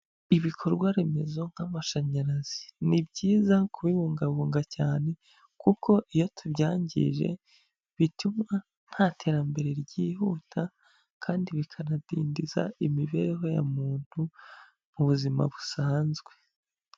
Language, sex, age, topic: Kinyarwanda, male, 25-35, government